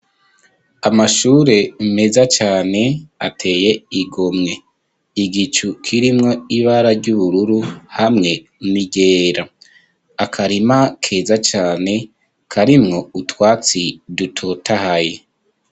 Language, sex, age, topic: Rundi, male, 25-35, education